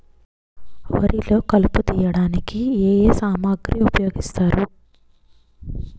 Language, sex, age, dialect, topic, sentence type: Telugu, female, 25-30, Utterandhra, agriculture, question